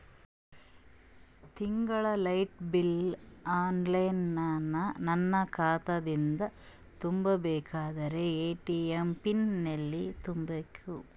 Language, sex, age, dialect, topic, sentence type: Kannada, female, 36-40, Northeastern, banking, question